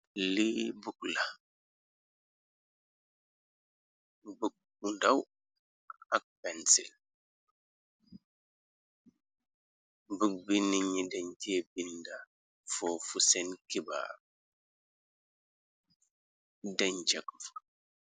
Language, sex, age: Wolof, male, 36-49